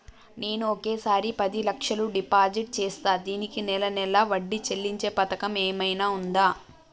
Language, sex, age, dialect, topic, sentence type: Telugu, female, 18-24, Telangana, banking, question